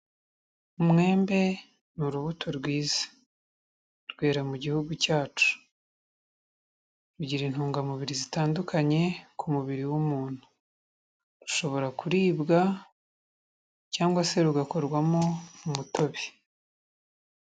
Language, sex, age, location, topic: Kinyarwanda, female, 36-49, Kigali, agriculture